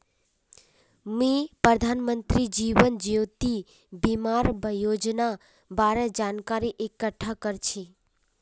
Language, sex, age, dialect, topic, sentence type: Magahi, female, 18-24, Northeastern/Surjapuri, banking, statement